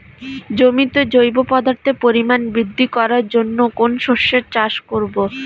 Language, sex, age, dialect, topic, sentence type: Bengali, female, 25-30, Standard Colloquial, agriculture, question